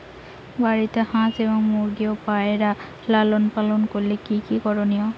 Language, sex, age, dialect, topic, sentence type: Bengali, female, 18-24, Rajbangshi, agriculture, question